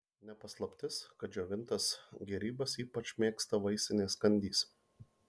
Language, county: Lithuanian, Marijampolė